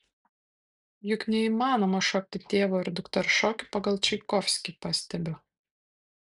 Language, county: Lithuanian, Kaunas